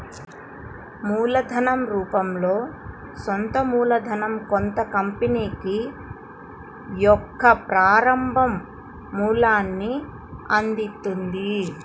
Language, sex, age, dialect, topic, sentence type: Telugu, female, 36-40, Central/Coastal, banking, statement